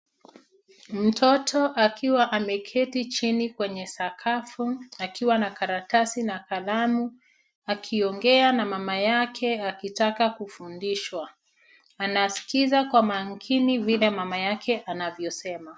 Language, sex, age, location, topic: Swahili, female, 36-49, Nairobi, education